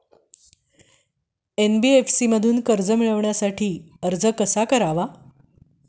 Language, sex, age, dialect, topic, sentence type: Marathi, female, 51-55, Standard Marathi, banking, question